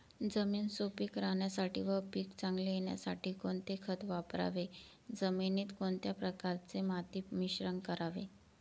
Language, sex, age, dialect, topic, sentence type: Marathi, female, 18-24, Northern Konkan, agriculture, question